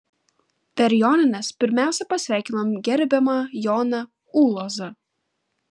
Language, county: Lithuanian, Kaunas